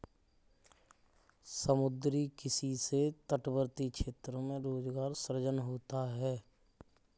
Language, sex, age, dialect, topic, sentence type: Hindi, male, 25-30, Kanauji Braj Bhasha, agriculture, statement